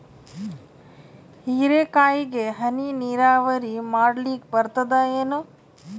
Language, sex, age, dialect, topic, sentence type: Kannada, female, 36-40, Northeastern, agriculture, question